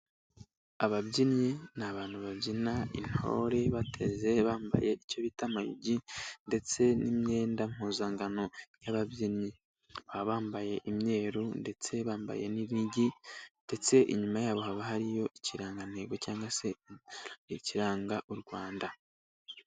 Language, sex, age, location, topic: Kinyarwanda, male, 18-24, Nyagatare, government